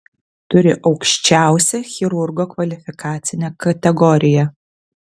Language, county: Lithuanian, Vilnius